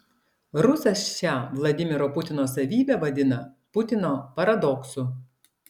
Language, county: Lithuanian, Klaipėda